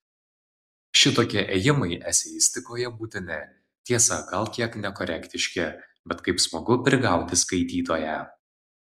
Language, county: Lithuanian, Vilnius